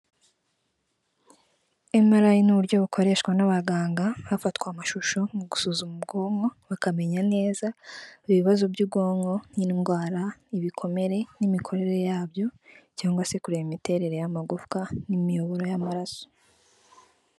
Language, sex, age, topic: Kinyarwanda, female, 18-24, health